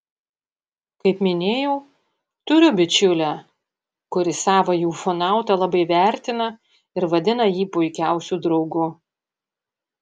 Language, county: Lithuanian, Panevėžys